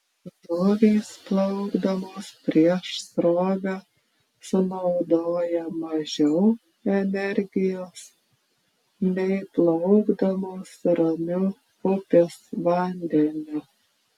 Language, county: Lithuanian, Klaipėda